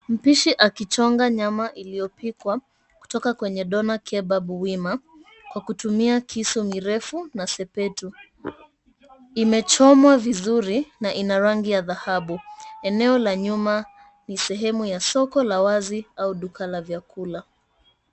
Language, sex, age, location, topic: Swahili, female, 25-35, Mombasa, agriculture